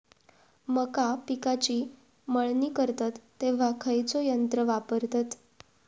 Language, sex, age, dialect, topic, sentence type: Marathi, female, 41-45, Southern Konkan, agriculture, question